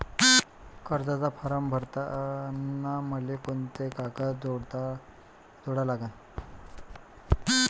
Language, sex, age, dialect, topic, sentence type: Marathi, male, 25-30, Varhadi, banking, question